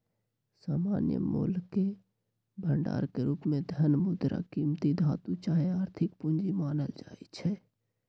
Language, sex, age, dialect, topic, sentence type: Magahi, male, 51-55, Western, banking, statement